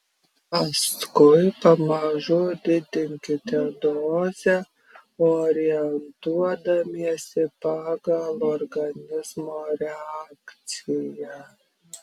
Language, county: Lithuanian, Klaipėda